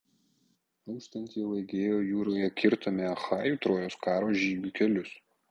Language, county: Lithuanian, Kaunas